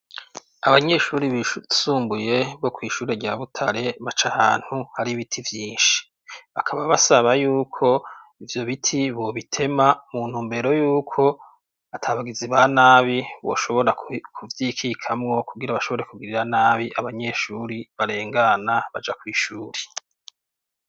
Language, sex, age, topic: Rundi, male, 36-49, education